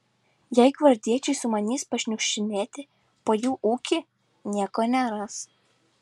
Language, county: Lithuanian, Šiauliai